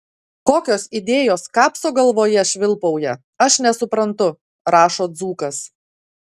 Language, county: Lithuanian, Klaipėda